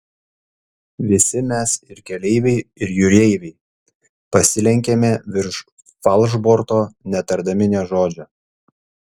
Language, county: Lithuanian, Šiauliai